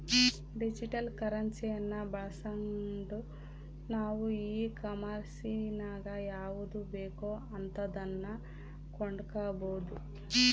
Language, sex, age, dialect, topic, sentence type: Kannada, female, 36-40, Central, banking, statement